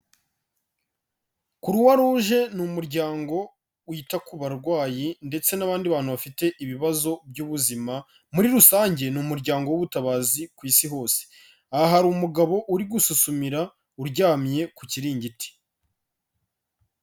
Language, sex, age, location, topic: Kinyarwanda, male, 25-35, Kigali, health